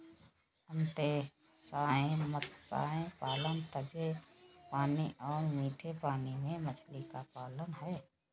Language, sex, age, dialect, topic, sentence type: Hindi, female, 56-60, Kanauji Braj Bhasha, agriculture, statement